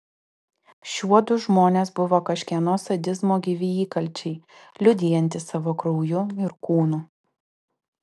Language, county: Lithuanian, Klaipėda